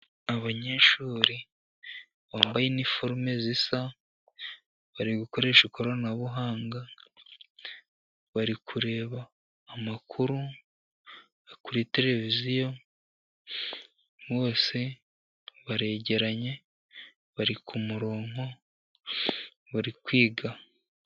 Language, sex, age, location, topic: Kinyarwanda, male, 50+, Musanze, education